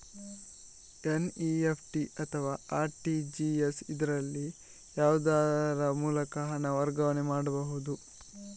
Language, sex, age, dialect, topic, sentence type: Kannada, male, 41-45, Coastal/Dakshin, banking, question